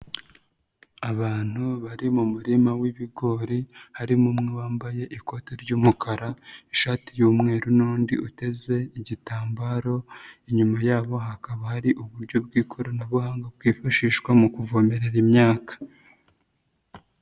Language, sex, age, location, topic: Kinyarwanda, female, 25-35, Nyagatare, agriculture